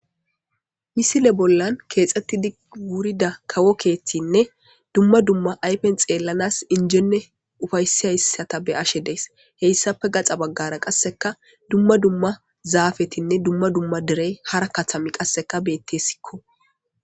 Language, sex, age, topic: Gamo, female, 18-24, government